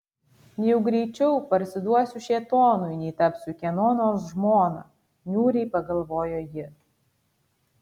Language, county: Lithuanian, Kaunas